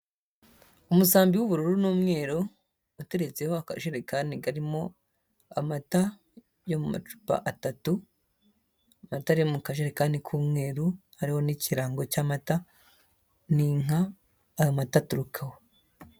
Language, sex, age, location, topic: Kinyarwanda, male, 18-24, Huye, agriculture